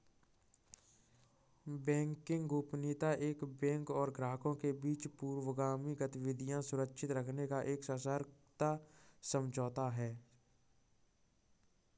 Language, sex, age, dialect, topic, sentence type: Hindi, male, 36-40, Kanauji Braj Bhasha, banking, statement